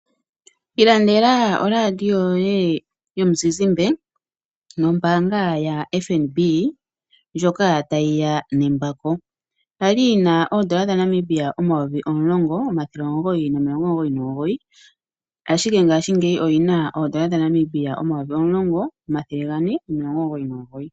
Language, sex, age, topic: Oshiwambo, female, 25-35, finance